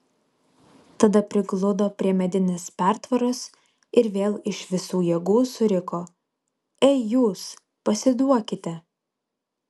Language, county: Lithuanian, Vilnius